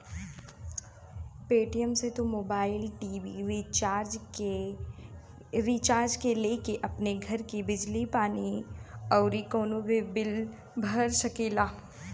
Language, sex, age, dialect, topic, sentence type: Bhojpuri, female, 25-30, Northern, banking, statement